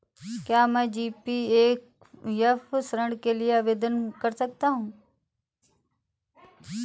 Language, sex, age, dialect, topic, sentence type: Hindi, female, 18-24, Awadhi Bundeli, banking, question